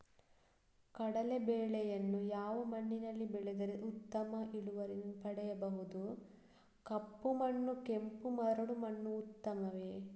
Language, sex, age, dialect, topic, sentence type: Kannada, female, 36-40, Coastal/Dakshin, agriculture, question